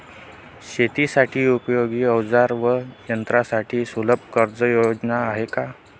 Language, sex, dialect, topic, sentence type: Marathi, male, Northern Konkan, agriculture, question